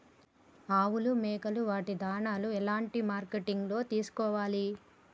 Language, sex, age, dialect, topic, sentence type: Telugu, female, 25-30, Telangana, agriculture, question